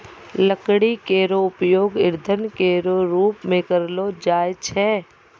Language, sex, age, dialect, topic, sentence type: Maithili, female, 51-55, Angika, agriculture, statement